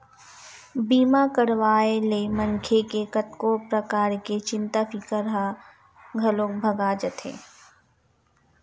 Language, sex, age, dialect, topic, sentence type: Chhattisgarhi, female, 18-24, Western/Budati/Khatahi, banking, statement